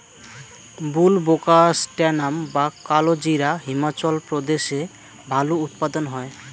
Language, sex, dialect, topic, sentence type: Bengali, male, Rajbangshi, agriculture, question